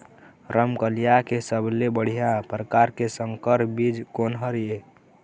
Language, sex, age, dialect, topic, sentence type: Chhattisgarhi, male, 18-24, Eastern, agriculture, question